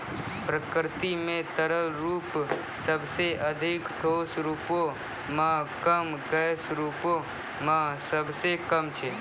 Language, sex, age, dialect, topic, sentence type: Maithili, female, 36-40, Angika, agriculture, statement